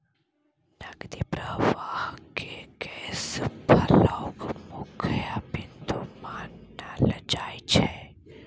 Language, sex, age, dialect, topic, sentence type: Maithili, male, 18-24, Bajjika, banking, statement